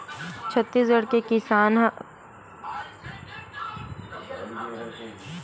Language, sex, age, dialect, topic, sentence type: Chhattisgarhi, female, 18-24, Western/Budati/Khatahi, agriculture, statement